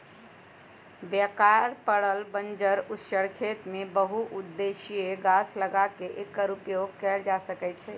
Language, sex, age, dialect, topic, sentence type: Magahi, female, 56-60, Western, agriculture, statement